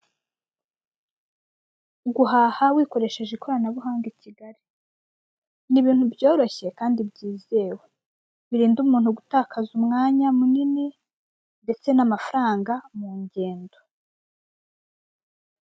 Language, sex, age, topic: Kinyarwanda, female, 25-35, finance